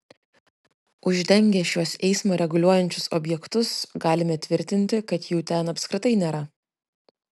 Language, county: Lithuanian, Klaipėda